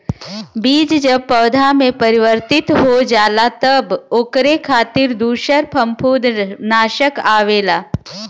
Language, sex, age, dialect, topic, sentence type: Bhojpuri, female, 25-30, Western, agriculture, statement